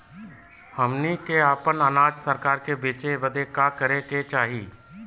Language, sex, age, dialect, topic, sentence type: Bhojpuri, male, 36-40, Western, agriculture, question